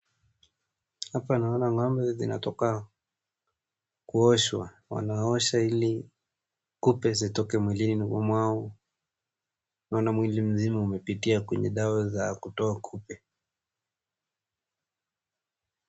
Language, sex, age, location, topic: Swahili, male, 18-24, Nakuru, agriculture